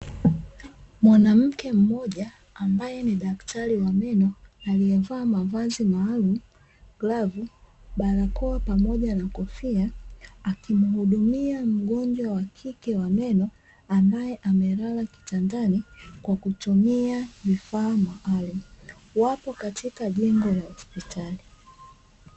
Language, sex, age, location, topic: Swahili, female, 25-35, Dar es Salaam, health